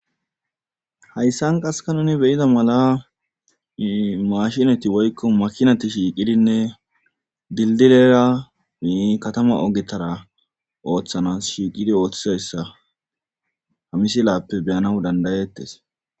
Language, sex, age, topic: Gamo, male, 25-35, government